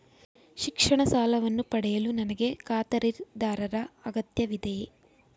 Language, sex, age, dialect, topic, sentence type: Kannada, female, 18-24, Mysore Kannada, banking, question